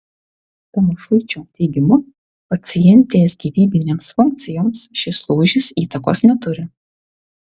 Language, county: Lithuanian, Vilnius